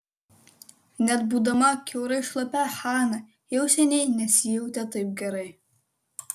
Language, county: Lithuanian, Kaunas